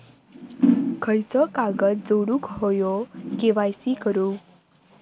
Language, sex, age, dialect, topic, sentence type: Marathi, female, 25-30, Southern Konkan, banking, question